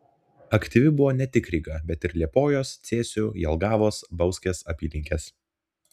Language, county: Lithuanian, Vilnius